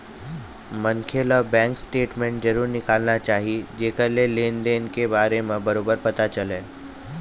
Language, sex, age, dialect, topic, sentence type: Chhattisgarhi, male, 46-50, Eastern, banking, statement